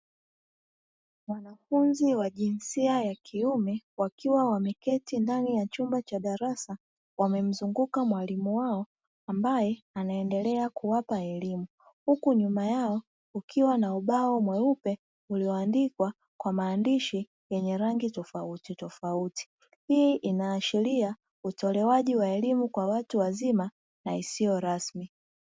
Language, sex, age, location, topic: Swahili, female, 25-35, Dar es Salaam, education